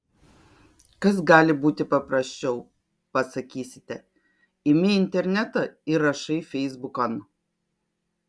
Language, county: Lithuanian, Kaunas